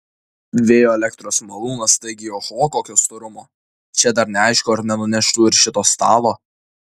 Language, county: Lithuanian, Kaunas